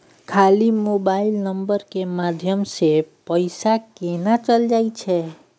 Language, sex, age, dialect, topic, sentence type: Maithili, male, 18-24, Bajjika, banking, question